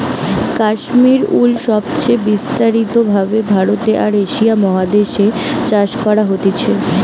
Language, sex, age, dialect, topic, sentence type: Bengali, female, 18-24, Western, agriculture, statement